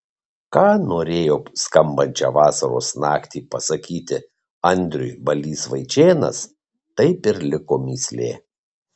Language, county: Lithuanian, Kaunas